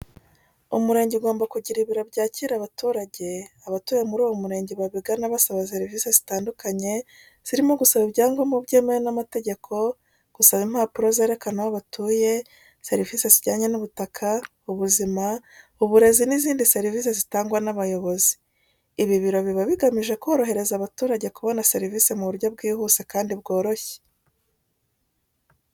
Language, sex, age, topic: Kinyarwanda, female, 36-49, education